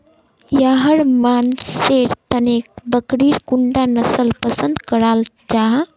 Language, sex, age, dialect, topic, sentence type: Magahi, male, 18-24, Northeastern/Surjapuri, agriculture, statement